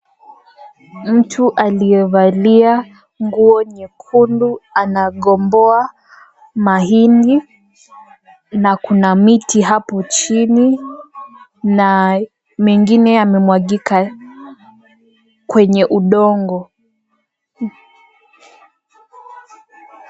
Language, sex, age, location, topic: Swahili, female, 18-24, Kisii, agriculture